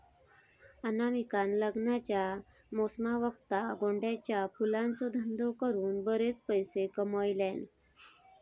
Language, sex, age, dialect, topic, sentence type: Marathi, female, 25-30, Southern Konkan, agriculture, statement